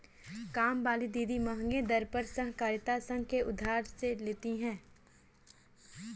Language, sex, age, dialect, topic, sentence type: Hindi, female, 18-24, Kanauji Braj Bhasha, banking, statement